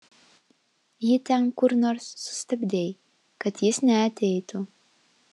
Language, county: Lithuanian, Vilnius